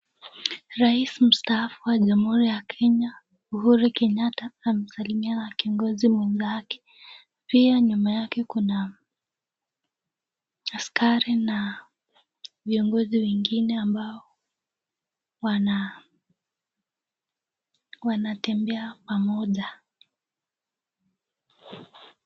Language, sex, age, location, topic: Swahili, female, 18-24, Nakuru, government